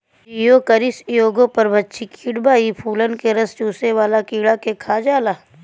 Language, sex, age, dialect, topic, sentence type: Bhojpuri, female, 31-35, Western, agriculture, statement